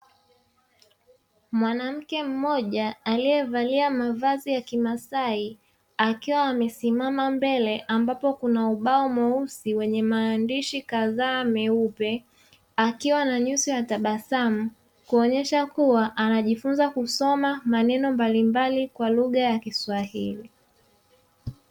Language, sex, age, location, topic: Swahili, male, 25-35, Dar es Salaam, education